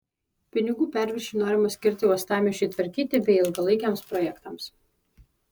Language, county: Lithuanian, Alytus